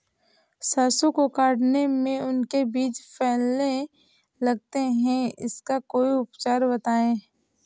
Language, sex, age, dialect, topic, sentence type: Hindi, female, 18-24, Awadhi Bundeli, agriculture, question